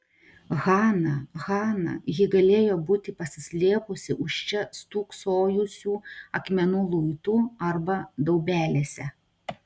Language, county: Lithuanian, Klaipėda